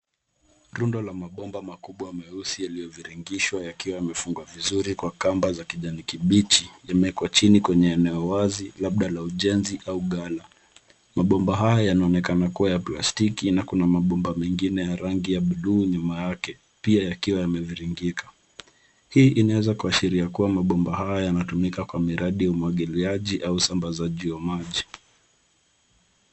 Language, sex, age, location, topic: Swahili, male, 18-24, Nairobi, government